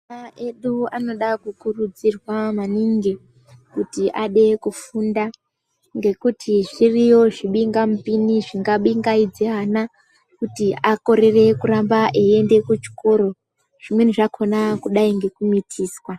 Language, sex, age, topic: Ndau, female, 18-24, education